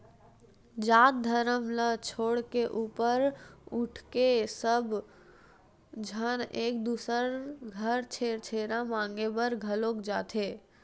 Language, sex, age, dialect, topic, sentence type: Chhattisgarhi, female, 18-24, Western/Budati/Khatahi, agriculture, statement